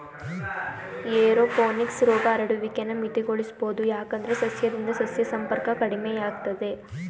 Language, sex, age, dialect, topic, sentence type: Kannada, female, 18-24, Mysore Kannada, agriculture, statement